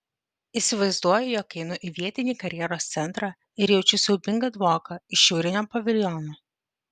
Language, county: Lithuanian, Vilnius